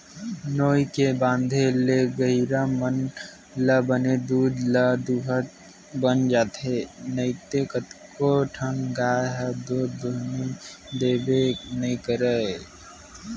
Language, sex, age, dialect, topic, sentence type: Chhattisgarhi, male, 18-24, Western/Budati/Khatahi, agriculture, statement